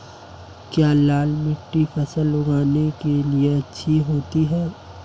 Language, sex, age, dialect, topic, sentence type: Hindi, male, 18-24, Marwari Dhudhari, agriculture, question